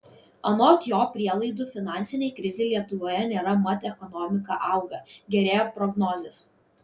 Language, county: Lithuanian, Kaunas